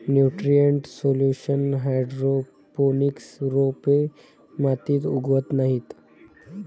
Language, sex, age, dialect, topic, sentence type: Marathi, female, 46-50, Varhadi, agriculture, statement